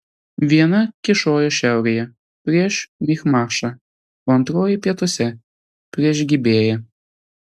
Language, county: Lithuanian, Telšiai